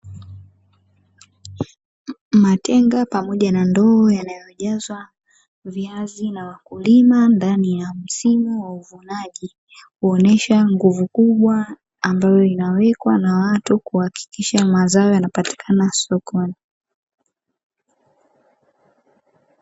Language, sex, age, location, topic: Swahili, female, 18-24, Dar es Salaam, agriculture